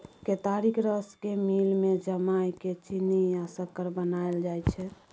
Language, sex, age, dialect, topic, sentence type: Maithili, female, 51-55, Bajjika, agriculture, statement